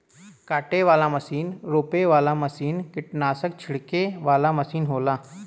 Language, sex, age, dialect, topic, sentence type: Bhojpuri, male, 25-30, Western, agriculture, statement